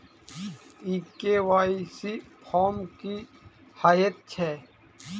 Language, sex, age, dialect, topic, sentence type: Maithili, male, 25-30, Southern/Standard, banking, question